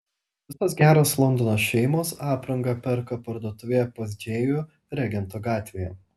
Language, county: Lithuanian, Telšiai